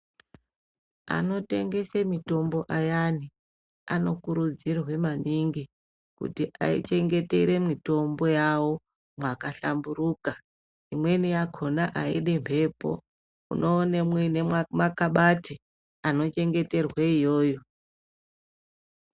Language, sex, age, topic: Ndau, female, 36-49, health